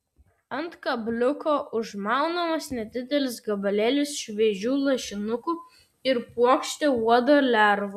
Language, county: Lithuanian, Vilnius